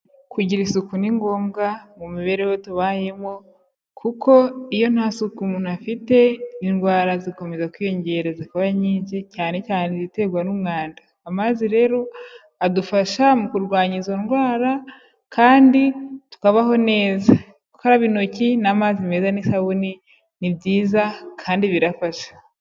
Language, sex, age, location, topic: Kinyarwanda, female, 25-35, Kigali, health